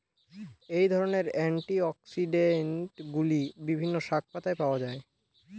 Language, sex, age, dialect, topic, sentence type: Bengali, male, <18, Rajbangshi, agriculture, question